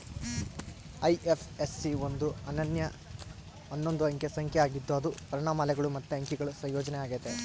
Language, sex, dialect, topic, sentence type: Kannada, male, Central, banking, statement